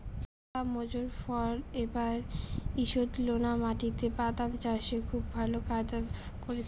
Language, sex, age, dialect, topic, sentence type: Bengali, female, 31-35, Rajbangshi, agriculture, question